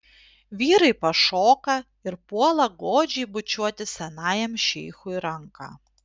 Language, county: Lithuanian, Panevėžys